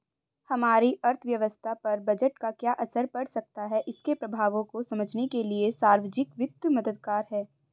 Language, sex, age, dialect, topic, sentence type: Hindi, female, 18-24, Hindustani Malvi Khadi Boli, banking, statement